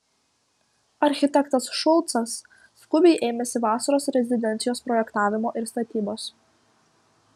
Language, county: Lithuanian, Kaunas